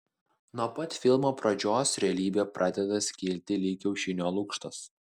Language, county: Lithuanian, Klaipėda